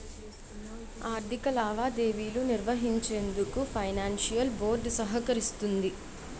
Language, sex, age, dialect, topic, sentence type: Telugu, male, 51-55, Utterandhra, banking, statement